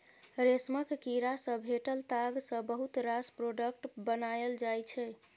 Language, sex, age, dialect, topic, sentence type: Maithili, female, 18-24, Bajjika, agriculture, statement